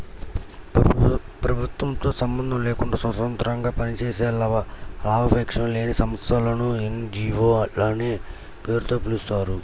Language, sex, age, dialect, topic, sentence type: Telugu, male, 18-24, Central/Coastal, banking, statement